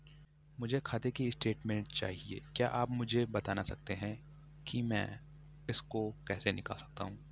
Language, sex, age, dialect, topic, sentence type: Hindi, male, 18-24, Garhwali, banking, question